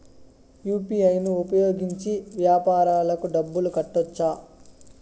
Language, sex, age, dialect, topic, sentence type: Telugu, male, 18-24, Southern, banking, question